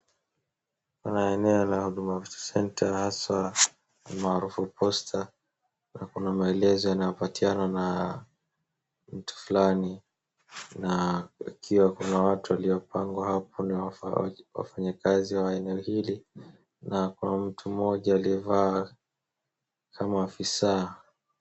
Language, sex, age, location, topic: Swahili, male, 18-24, Wajir, government